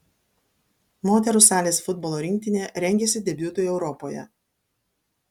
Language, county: Lithuanian, Alytus